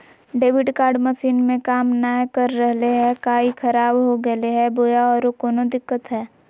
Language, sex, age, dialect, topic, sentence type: Magahi, female, 41-45, Southern, banking, question